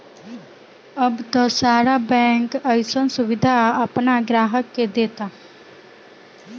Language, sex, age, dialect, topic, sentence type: Bhojpuri, female, <18, Southern / Standard, banking, statement